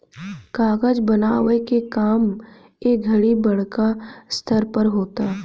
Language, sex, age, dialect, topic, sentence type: Bhojpuri, female, 18-24, Southern / Standard, agriculture, statement